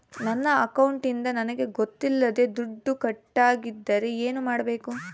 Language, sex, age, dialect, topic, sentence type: Kannada, female, 18-24, Central, banking, question